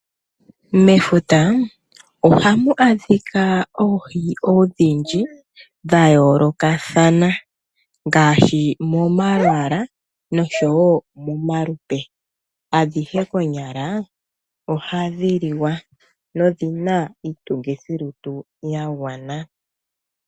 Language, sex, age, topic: Oshiwambo, male, 25-35, agriculture